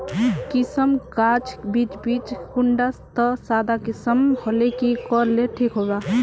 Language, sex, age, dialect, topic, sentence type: Magahi, female, 18-24, Northeastern/Surjapuri, agriculture, question